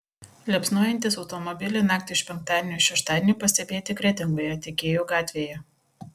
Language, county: Lithuanian, Panevėžys